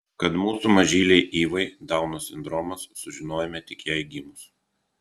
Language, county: Lithuanian, Klaipėda